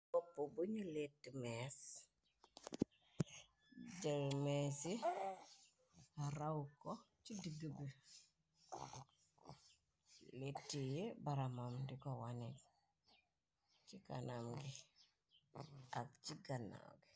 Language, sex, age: Wolof, female, 25-35